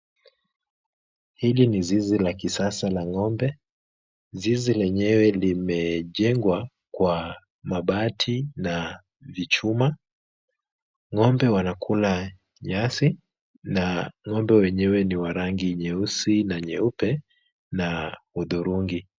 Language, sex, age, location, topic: Swahili, male, 25-35, Kisumu, agriculture